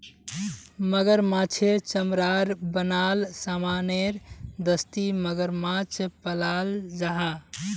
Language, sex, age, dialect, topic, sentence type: Magahi, male, 18-24, Northeastern/Surjapuri, agriculture, statement